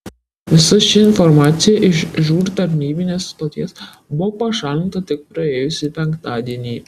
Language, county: Lithuanian, Kaunas